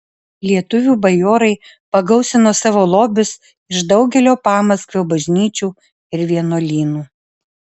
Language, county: Lithuanian, Alytus